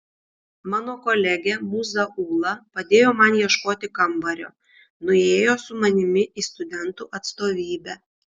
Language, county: Lithuanian, Šiauliai